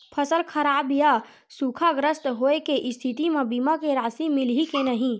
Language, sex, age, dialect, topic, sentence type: Chhattisgarhi, female, 60-100, Western/Budati/Khatahi, agriculture, question